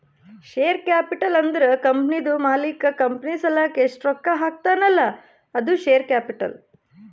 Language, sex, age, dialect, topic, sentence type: Kannada, female, 31-35, Northeastern, banking, statement